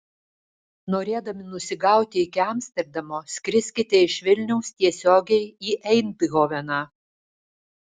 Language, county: Lithuanian, Alytus